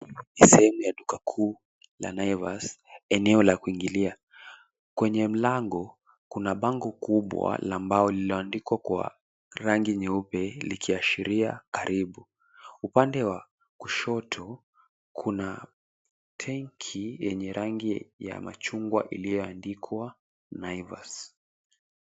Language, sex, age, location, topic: Swahili, male, 18-24, Nairobi, finance